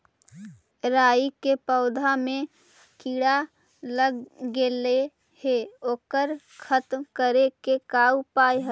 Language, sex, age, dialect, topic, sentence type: Magahi, female, 18-24, Central/Standard, agriculture, question